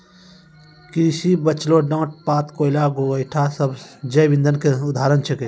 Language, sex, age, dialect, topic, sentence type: Maithili, male, 18-24, Angika, agriculture, statement